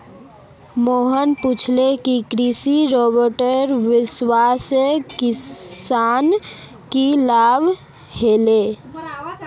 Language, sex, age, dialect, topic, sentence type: Magahi, female, 36-40, Northeastern/Surjapuri, agriculture, statement